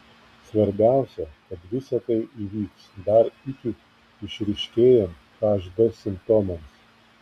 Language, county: Lithuanian, Klaipėda